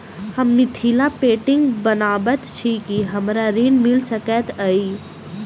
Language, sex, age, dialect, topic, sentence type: Maithili, female, 25-30, Southern/Standard, banking, question